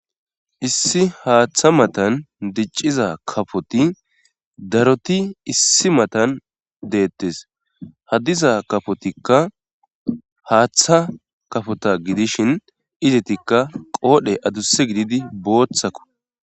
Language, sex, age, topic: Gamo, male, 18-24, government